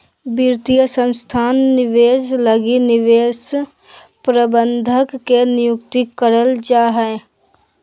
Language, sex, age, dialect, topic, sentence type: Magahi, female, 18-24, Southern, banking, statement